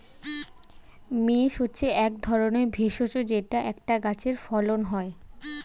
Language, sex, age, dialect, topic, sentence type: Bengali, female, 18-24, Standard Colloquial, agriculture, statement